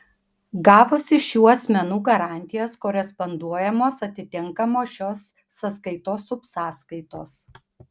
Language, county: Lithuanian, Panevėžys